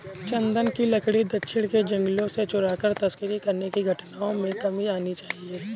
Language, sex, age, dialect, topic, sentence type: Hindi, male, 18-24, Awadhi Bundeli, agriculture, statement